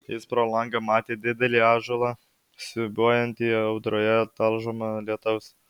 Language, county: Lithuanian, Alytus